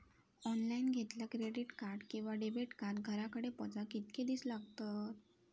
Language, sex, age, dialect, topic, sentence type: Marathi, female, 18-24, Southern Konkan, banking, question